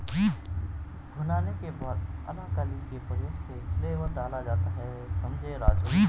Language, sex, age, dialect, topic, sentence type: Hindi, male, 18-24, Garhwali, agriculture, statement